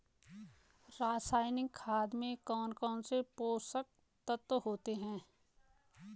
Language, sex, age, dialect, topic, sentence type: Hindi, female, 18-24, Garhwali, agriculture, question